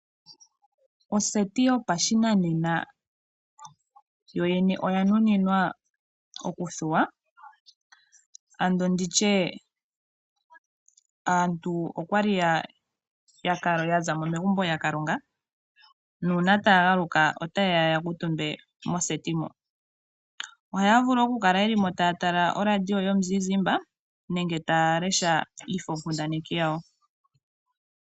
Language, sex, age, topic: Oshiwambo, female, 18-24, finance